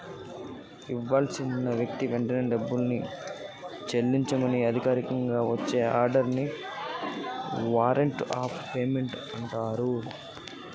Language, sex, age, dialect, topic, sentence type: Telugu, male, 25-30, Telangana, banking, statement